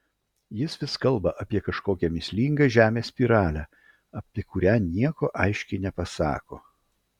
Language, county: Lithuanian, Vilnius